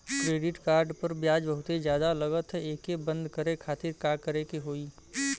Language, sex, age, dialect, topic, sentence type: Bhojpuri, male, 31-35, Western, banking, question